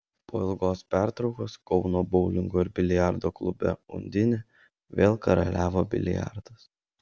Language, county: Lithuanian, Vilnius